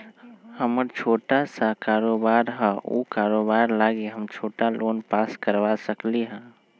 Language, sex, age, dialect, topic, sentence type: Magahi, male, 25-30, Western, banking, question